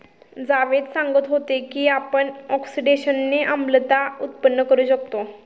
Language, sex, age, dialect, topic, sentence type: Marathi, female, 18-24, Standard Marathi, agriculture, statement